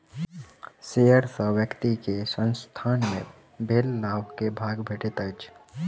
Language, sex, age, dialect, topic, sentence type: Maithili, male, 18-24, Southern/Standard, banking, statement